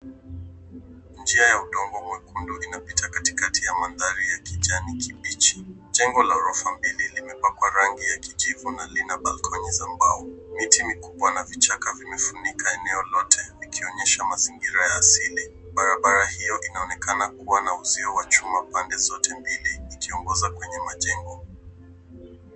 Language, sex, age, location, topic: Swahili, male, 18-24, Nairobi, education